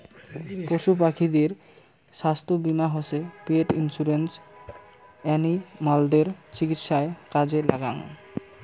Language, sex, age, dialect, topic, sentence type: Bengali, male, 18-24, Rajbangshi, banking, statement